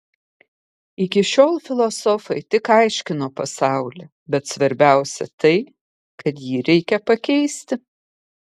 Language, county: Lithuanian, Kaunas